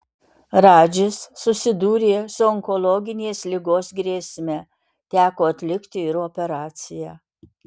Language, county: Lithuanian, Alytus